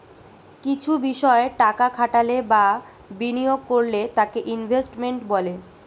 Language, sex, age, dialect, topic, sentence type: Bengali, female, 18-24, Standard Colloquial, banking, statement